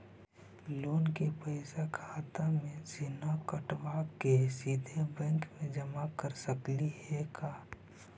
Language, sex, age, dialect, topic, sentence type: Magahi, male, 56-60, Central/Standard, banking, question